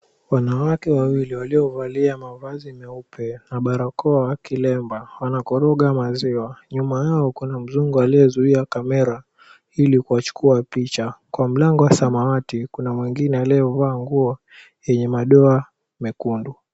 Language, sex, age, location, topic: Swahili, male, 18-24, Mombasa, agriculture